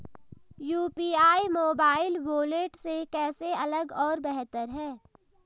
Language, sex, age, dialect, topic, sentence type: Hindi, female, 18-24, Hindustani Malvi Khadi Boli, banking, question